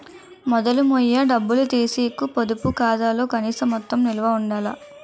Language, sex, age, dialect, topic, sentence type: Telugu, female, 18-24, Utterandhra, banking, statement